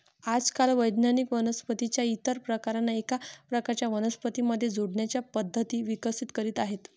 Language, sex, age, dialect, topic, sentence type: Marathi, female, 18-24, Varhadi, agriculture, statement